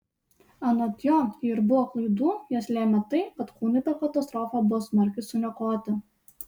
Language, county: Lithuanian, Utena